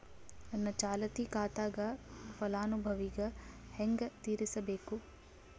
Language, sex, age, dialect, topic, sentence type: Kannada, female, 18-24, Northeastern, banking, question